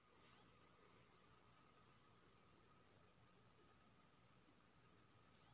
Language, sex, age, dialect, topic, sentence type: Maithili, male, 25-30, Bajjika, agriculture, question